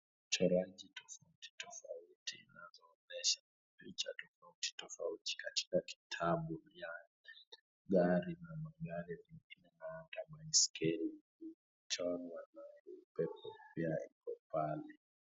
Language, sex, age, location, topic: Swahili, male, 25-35, Wajir, education